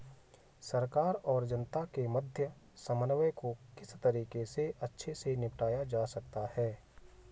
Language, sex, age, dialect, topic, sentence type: Hindi, male, 41-45, Garhwali, banking, question